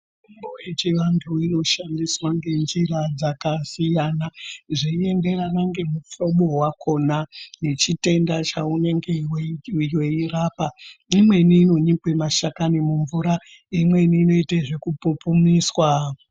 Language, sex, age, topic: Ndau, female, 25-35, health